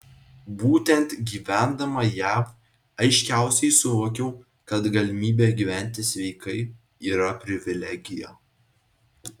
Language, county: Lithuanian, Vilnius